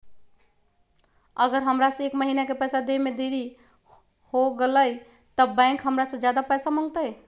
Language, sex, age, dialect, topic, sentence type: Magahi, female, 25-30, Western, banking, question